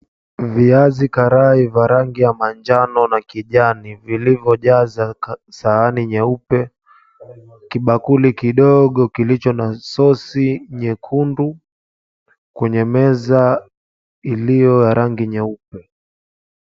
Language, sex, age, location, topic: Swahili, male, 18-24, Mombasa, agriculture